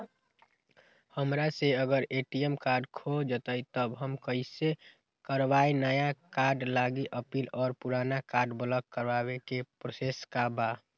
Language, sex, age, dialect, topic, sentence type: Magahi, male, 18-24, Western, banking, question